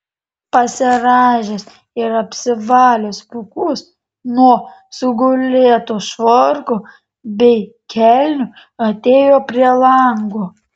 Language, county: Lithuanian, Panevėžys